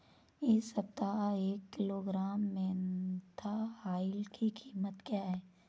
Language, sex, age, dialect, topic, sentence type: Hindi, female, 31-35, Awadhi Bundeli, agriculture, question